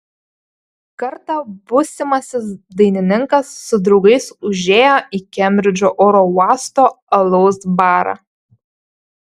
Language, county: Lithuanian, Panevėžys